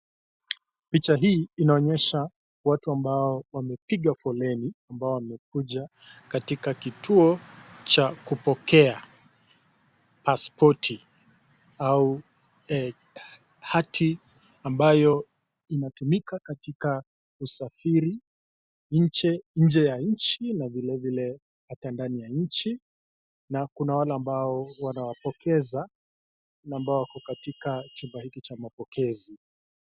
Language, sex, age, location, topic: Swahili, male, 25-35, Kisii, government